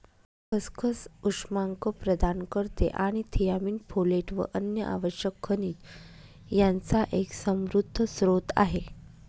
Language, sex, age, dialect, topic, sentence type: Marathi, female, 25-30, Northern Konkan, agriculture, statement